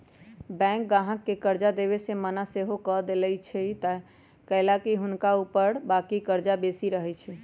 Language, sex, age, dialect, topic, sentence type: Magahi, female, 31-35, Western, banking, statement